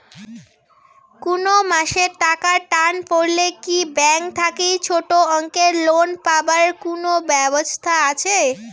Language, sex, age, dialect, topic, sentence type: Bengali, female, 18-24, Rajbangshi, banking, question